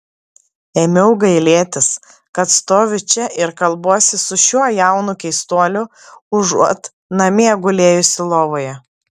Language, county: Lithuanian, Klaipėda